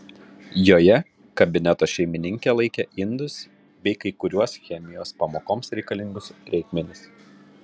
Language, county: Lithuanian, Kaunas